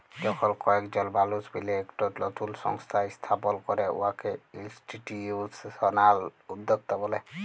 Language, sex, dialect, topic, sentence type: Bengali, male, Jharkhandi, banking, statement